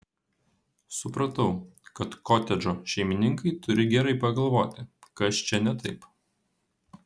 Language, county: Lithuanian, Vilnius